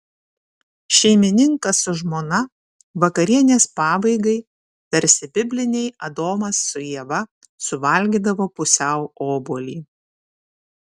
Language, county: Lithuanian, Šiauliai